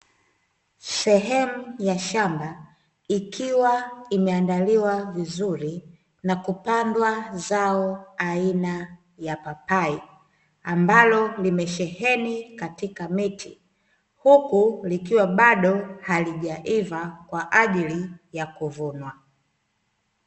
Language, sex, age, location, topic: Swahili, female, 25-35, Dar es Salaam, agriculture